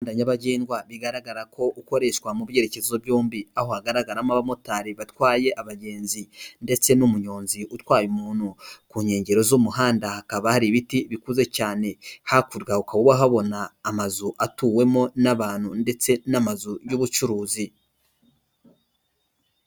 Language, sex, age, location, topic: Kinyarwanda, male, 18-24, Kigali, government